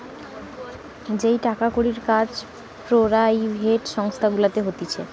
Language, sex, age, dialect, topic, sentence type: Bengali, female, 18-24, Western, banking, statement